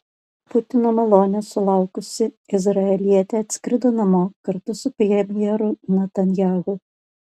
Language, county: Lithuanian, Panevėžys